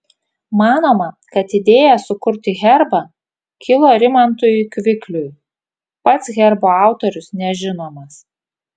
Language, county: Lithuanian, Kaunas